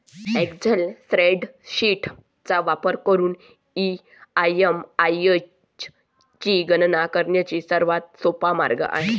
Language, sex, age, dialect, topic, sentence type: Marathi, female, 60-100, Varhadi, banking, statement